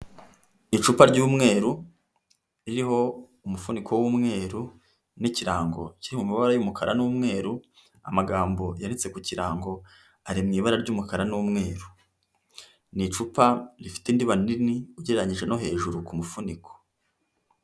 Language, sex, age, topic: Kinyarwanda, male, 25-35, health